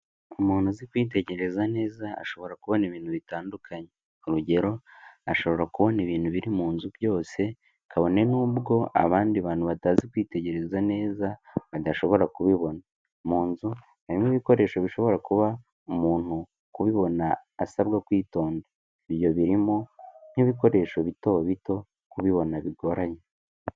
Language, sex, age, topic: Kinyarwanda, male, 18-24, finance